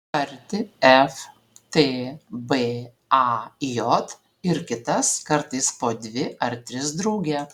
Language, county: Lithuanian, Alytus